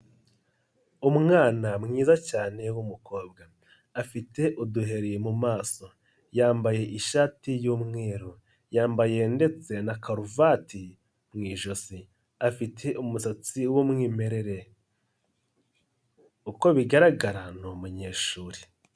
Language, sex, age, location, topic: Kinyarwanda, male, 25-35, Nyagatare, education